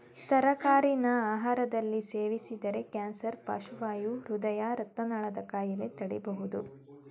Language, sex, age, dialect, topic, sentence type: Kannada, female, 31-35, Mysore Kannada, agriculture, statement